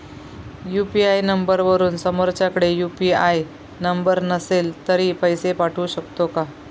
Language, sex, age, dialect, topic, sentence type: Marathi, female, 18-24, Standard Marathi, banking, question